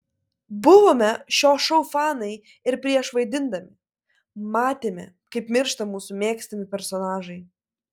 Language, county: Lithuanian, Klaipėda